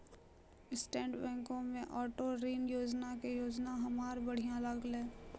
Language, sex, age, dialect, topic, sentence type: Maithili, female, 25-30, Angika, banking, statement